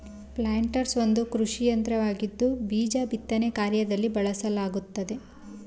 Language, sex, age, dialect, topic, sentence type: Kannada, female, 18-24, Mysore Kannada, agriculture, statement